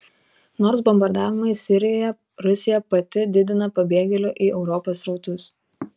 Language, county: Lithuanian, Telšiai